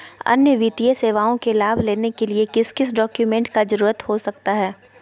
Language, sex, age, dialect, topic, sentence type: Magahi, female, 25-30, Southern, banking, question